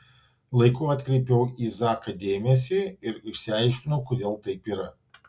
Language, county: Lithuanian, Vilnius